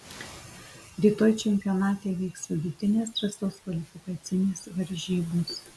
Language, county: Lithuanian, Alytus